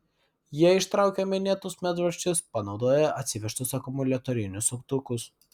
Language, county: Lithuanian, Vilnius